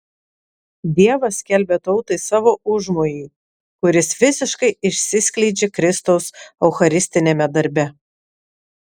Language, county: Lithuanian, Vilnius